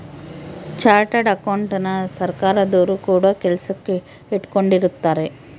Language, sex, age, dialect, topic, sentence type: Kannada, female, 18-24, Central, banking, statement